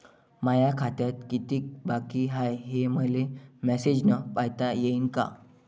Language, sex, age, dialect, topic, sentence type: Marathi, male, 25-30, Varhadi, banking, question